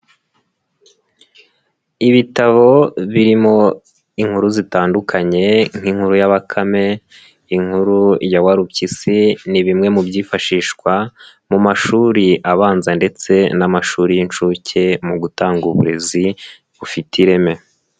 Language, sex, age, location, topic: Kinyarwanda, male, 18-24, Nyagatare, education